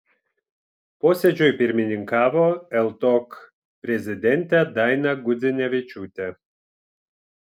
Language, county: Lithuanian, Vilnius